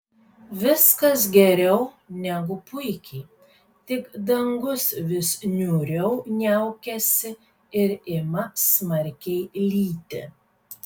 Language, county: Lithuanian, Kaunas